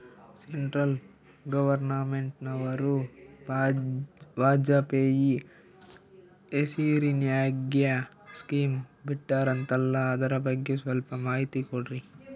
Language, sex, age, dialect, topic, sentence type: Kannada, male, 18-24, Northeastern, banking, question